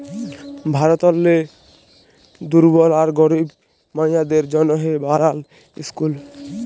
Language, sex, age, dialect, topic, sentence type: Bengali, male, 18-24, Jharkhandi, banking, statement